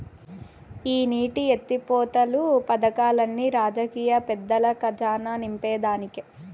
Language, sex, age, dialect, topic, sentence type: Telugu, female, 18-24, Southern, agriculture, statement